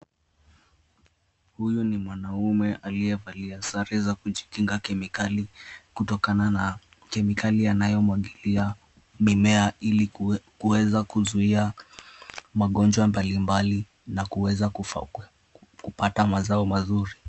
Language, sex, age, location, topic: Swahili, male, 18-24, Kisumu, health